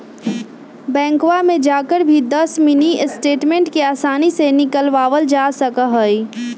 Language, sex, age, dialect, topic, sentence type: Magahi, female, 25-30, Western, banking, statement